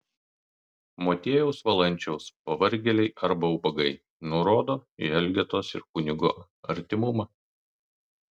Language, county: Lithuanian, Kaunas